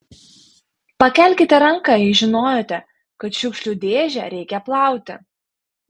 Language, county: Lithuanian, Panevėžys